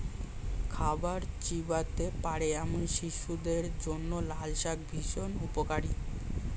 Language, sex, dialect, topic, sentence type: Bengali, male, Standard Colloquial, agriculture, statement